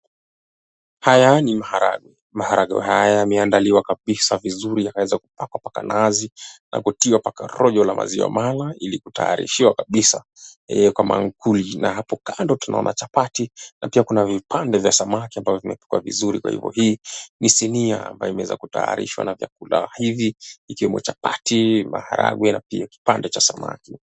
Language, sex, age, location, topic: Swahili, male, 18-24, Mombasa, agriculture